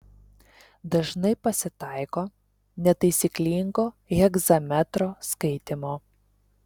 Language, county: Lithuanian, Telšiai